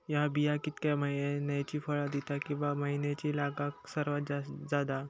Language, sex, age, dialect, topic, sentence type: Marathi, male, 60-100, Southern Konkan, agriculture, question